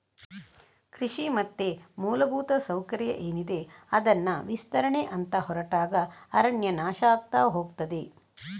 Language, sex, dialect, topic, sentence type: Kannada, female, Coastal/Dakshin, agriculture, statement